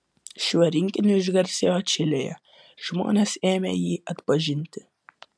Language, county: Lithuanian, Vilnius